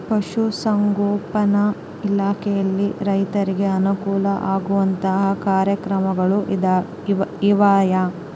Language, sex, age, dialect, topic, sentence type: Kannada, female, 18-24, Central, agriculture, question